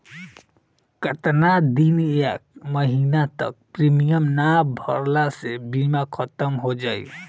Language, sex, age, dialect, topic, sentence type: Bhojpuri, male, 18-24, Southern / Standard, banking, question